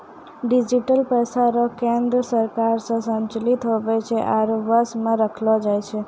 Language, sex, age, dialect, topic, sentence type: Maithili, female, 18-24, Angika, banking, statement